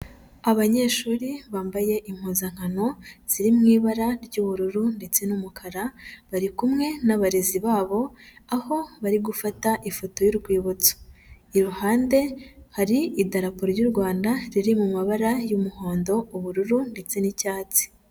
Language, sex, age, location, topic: Kinyarwanda, female, 25-35, Huye, education